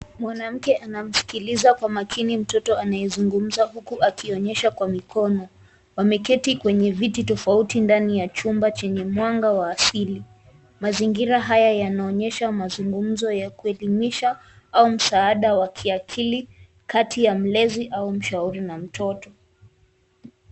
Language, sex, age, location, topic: Swahili, female, 18-24, Nairobi, education